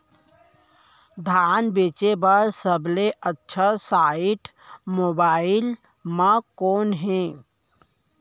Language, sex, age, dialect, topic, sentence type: Chhattisgarhi, female, 18-24, Central, agriculture, question